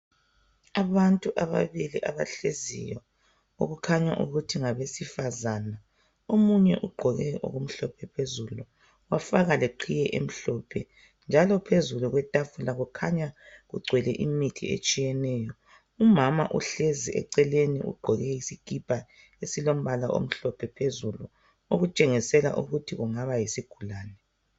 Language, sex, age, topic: North Ndebele, female, 18-24, health